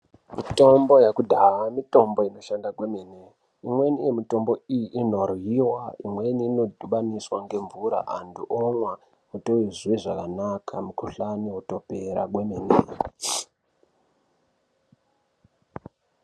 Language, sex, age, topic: Ndau, male, 18-24, health